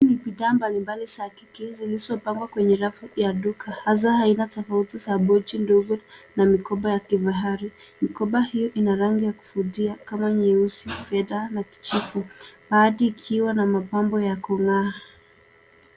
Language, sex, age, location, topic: Swahili, female, 18-24, Nairobi, finance